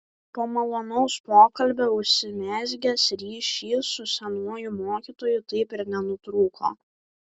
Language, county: Lithuanian, Vilnius